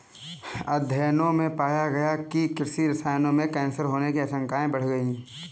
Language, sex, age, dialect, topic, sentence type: Hindi, male, 18-24, Kanauji Braj Bhasha, agriculture, statement